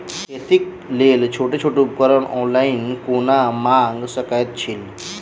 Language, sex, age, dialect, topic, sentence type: Maithili, male, 18-24, Southern/Standard, agriculture, question